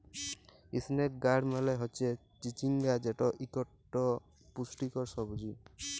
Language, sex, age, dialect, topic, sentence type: Bengali, male, 18-24, Jharkhandi, agriculture, statement